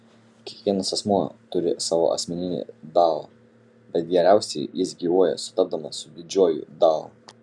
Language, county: Lithuanian, Kaunas